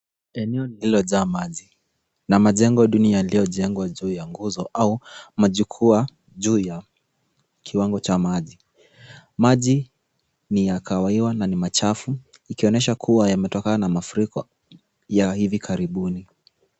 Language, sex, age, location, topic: Swahili, male, 18-24, Kisumu, health